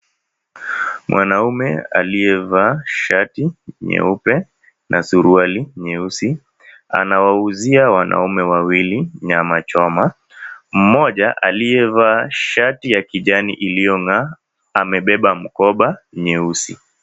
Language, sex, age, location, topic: Swahili, male, 18-24, Mombasa, agriculture